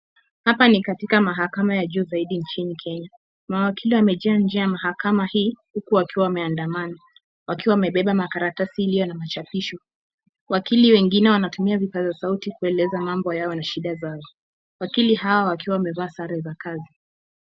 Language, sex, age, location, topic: Swahili, female, 18-24, Kisumu, government